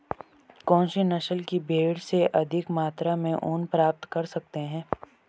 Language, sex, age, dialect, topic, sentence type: Hindi, male, 18-24, Marwari Dhudhari, agriculture, question